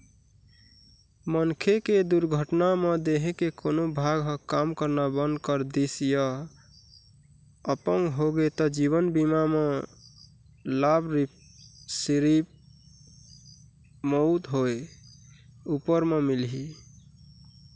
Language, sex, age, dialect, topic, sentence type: Chhattisgarhi, male, 41-45, Eastern, banking, statement